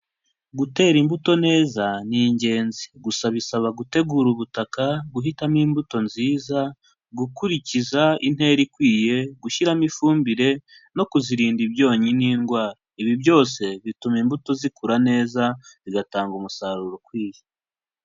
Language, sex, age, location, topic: Kinyarwanda, male, 25-35, Huye, agriculture